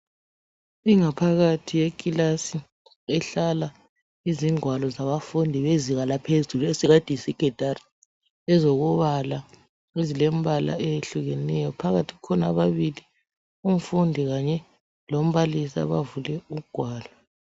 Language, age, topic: North Ndebele, 36-49, education